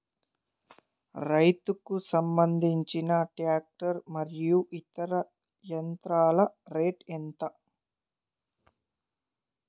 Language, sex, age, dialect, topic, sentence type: Telugu, male, 18-24, Southern, agriculture, question